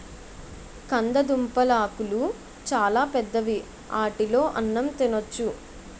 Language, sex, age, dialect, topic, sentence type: Telugu, male, 51-55, Utterandhra, agriculture, statement